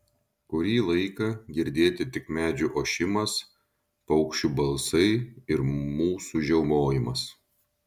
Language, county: Lithuanian, Šiauliai